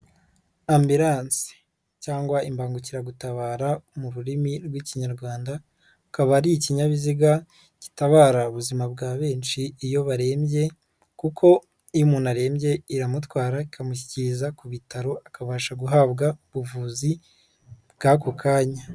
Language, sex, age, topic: Kinyarwanda, female, 25-35, health